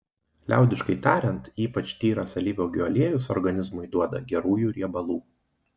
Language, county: Lithuanian, Marijampolė